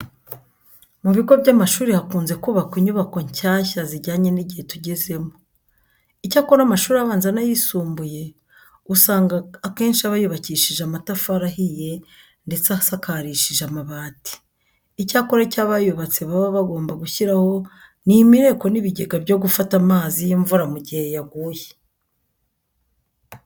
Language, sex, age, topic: Kinyarwanda, female, 50+, education